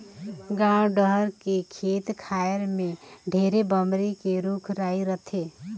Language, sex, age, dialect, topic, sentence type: Chhattisgarhi, female, 31-35, Northern/Bhandar, agriculture, statement